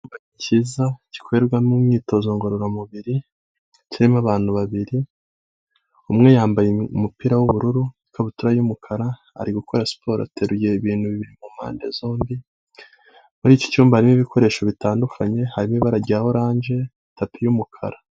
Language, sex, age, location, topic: Kinyarwanda, male, 25-35, Kigali, health